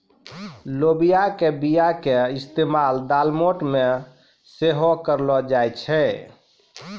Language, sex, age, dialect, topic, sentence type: Maithili, male, 25-30, Angika, agriculture, statement